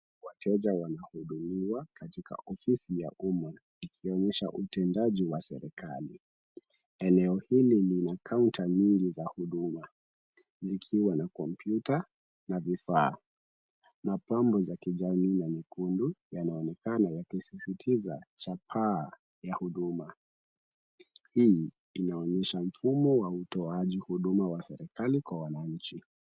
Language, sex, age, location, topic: Swahili, male, 18-24, Kisumu, government